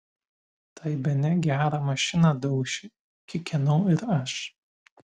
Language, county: Lithuanian, Vilnius